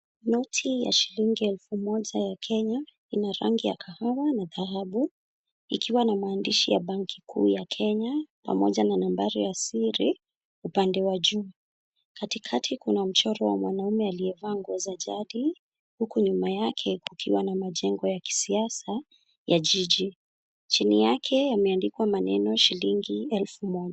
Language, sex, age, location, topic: Swahili, female, 25-35, Kisumu, finance